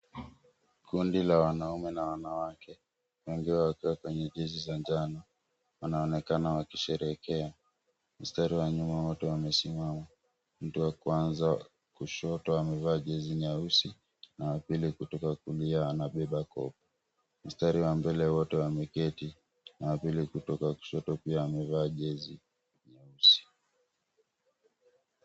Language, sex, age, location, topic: Swahili, male, 18-24, Mombasa, government